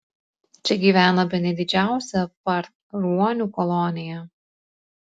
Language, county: Lithuanian, Klaipėda